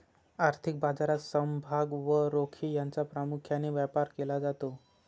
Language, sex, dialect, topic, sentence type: Marathi, male, Varhadi, banking, statement